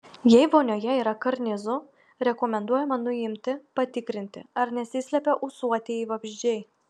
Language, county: Lithuanian, Vilnius